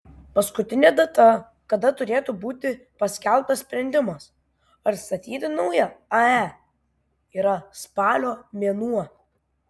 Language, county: Lithuanian, Kaunas